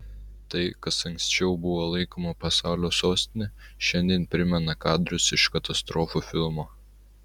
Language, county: Lithuanian, Utena